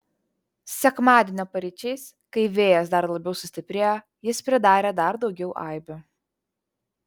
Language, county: Lithuanian, Vilnius